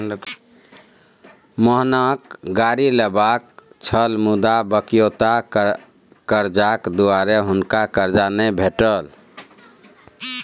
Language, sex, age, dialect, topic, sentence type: Maithili, male, 46-50, Bajjika, banking, statement